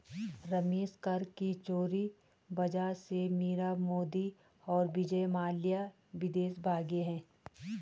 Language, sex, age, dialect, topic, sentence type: Hindi, female, 36-40, Garhwali, banking, statement